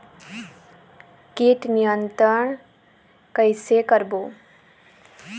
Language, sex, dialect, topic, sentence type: Chhattisgarhi, female, Eastern, agriculture, question